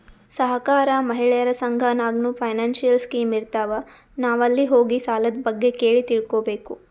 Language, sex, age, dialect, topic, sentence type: Kannada, female, 18-24, Northeastern, banking, statement